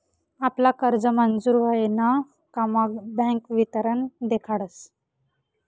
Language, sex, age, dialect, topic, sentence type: Marathi, female, 18-24, Northern Konkan, banking, statement